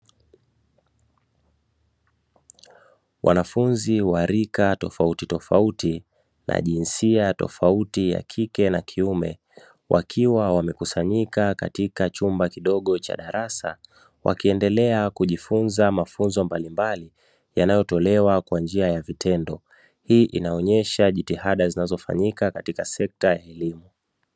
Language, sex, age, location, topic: Swahili, male, 25-35, Dar es Salaam, education